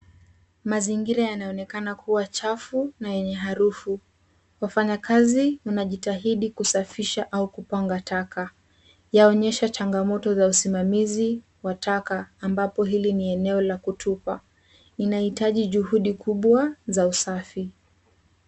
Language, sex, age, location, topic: Swahili, female, 18-24, Nairobi, government